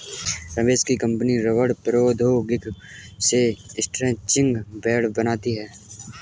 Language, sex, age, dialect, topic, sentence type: Hindi, male, 18-24, Kanauji Braj Bhasha, agriculture, statement